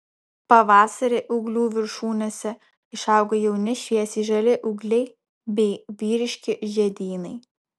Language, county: Lithuanian, Vilnius